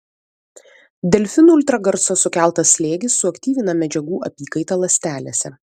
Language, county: Lithuanian, Vilnius